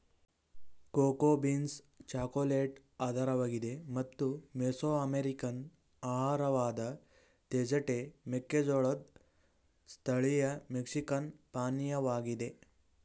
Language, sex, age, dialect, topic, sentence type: Kannada, male, 41-45, Mysore Kannada, agriculture, statement